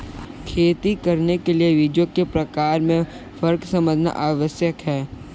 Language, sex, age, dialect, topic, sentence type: Hindi, male, 25-30, Kanauji Braj Bhasha, agriculture, statement